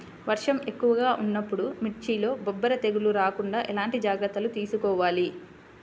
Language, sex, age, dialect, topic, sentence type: Telugu, female, 25-30, Central/Coastal, agriculture, question